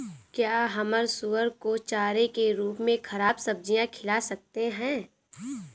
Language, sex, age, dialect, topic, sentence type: Hindi, female, 18-24, Awadhi Bundeli, agriculture, question